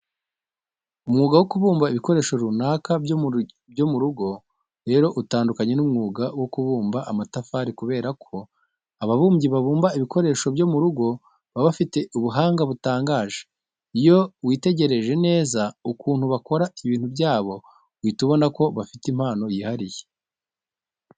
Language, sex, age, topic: Kinyarwanda, male, 25-35, education